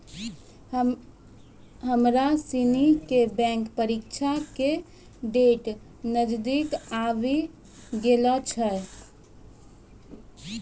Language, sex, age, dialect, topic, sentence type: Maithili, female, 18-24, Angika, banking, statement